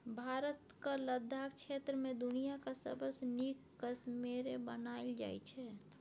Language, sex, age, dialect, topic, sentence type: Maithili, female, 51-55, Bajjika, agriculture, statement